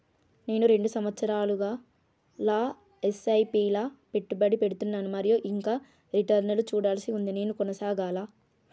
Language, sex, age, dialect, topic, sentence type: Telugu, female, 25-30, Telangana, banking, question